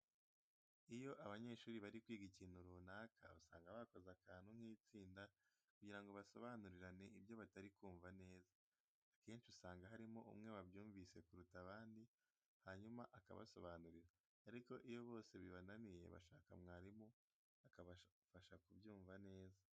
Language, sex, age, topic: Kinyarwanda, male, 18-24, education